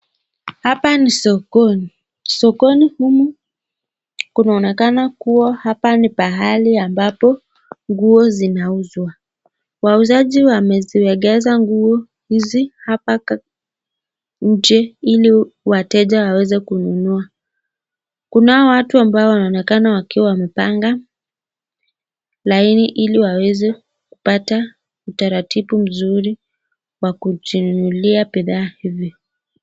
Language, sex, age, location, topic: Swahili, female, 50+, Nakuru, finance